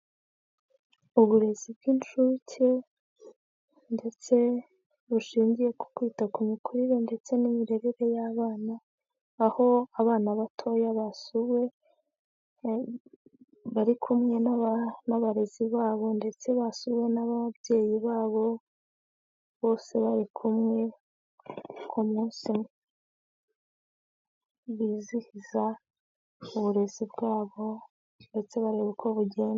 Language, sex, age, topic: Kinyarwanda, female, 25-35, health